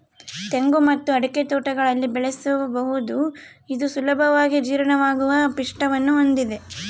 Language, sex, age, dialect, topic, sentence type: Kannada, female, 18-24, Central, agriculture, statement